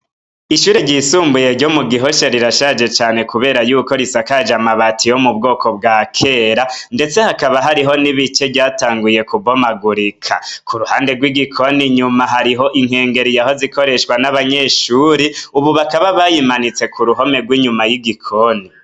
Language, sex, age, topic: Rundi, male, 25-35, education